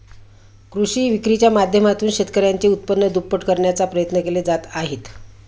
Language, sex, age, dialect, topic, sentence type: Marathi, female, 56-60, Standard Marathi, agriculture, statement